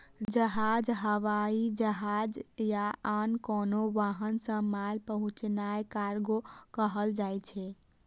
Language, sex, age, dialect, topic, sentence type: Maithili, female, 18-24, Eastern / Thethi, banking, statement